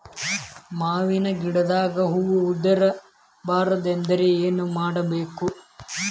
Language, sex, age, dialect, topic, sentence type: Kannada, male, 18-24, Dharwad Kannada, agriculture, question